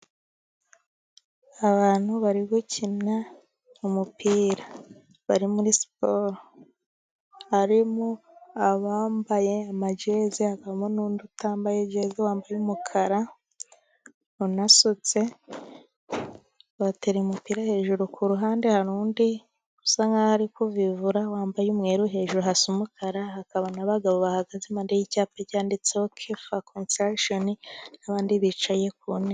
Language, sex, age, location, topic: Kinyarwanda, female, 18-24, Musanze, government